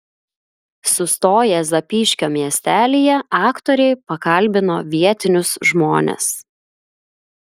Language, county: Lithuanian, Klaipėda